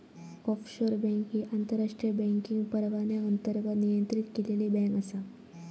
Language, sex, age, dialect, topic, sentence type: Marathi, female, 25-30, Southern Konkan, banking, statement